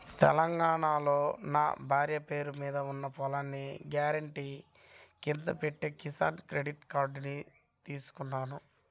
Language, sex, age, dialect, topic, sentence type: Telugu, male, 25-30, Central/Coastal, agriculture, statement